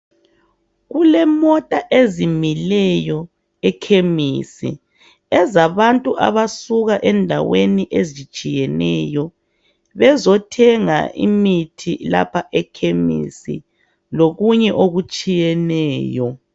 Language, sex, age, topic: North Ndebele, female, 50+, health